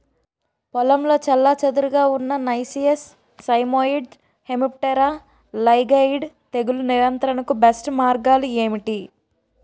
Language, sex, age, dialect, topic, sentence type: Telugu, female, 18-24, Utterandhra, agriculture, question